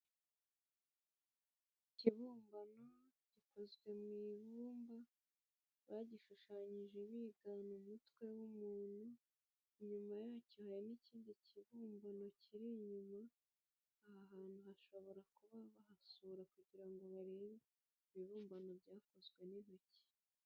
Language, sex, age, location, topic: Kinyarwanda, female, 25-35, Nyagatare, education